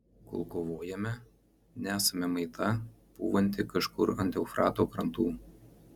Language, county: Lithuanian, Marijampolė